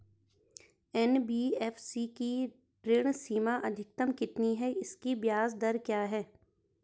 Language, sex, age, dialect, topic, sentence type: Hindi, female, 31-35, Garhwali, banking, question